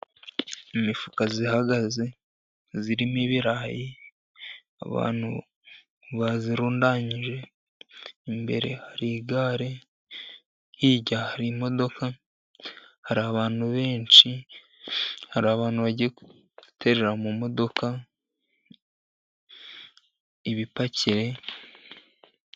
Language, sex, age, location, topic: Kinyarwanda, male, 50+, Musanze, agriculture